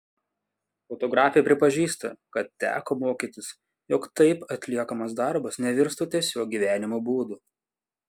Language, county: Lithuanian, Panevėžys